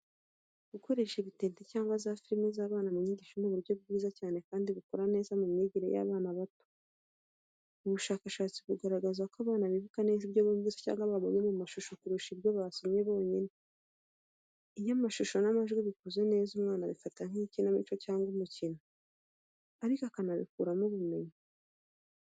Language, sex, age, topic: Kinyarwanda, female, 25-35, education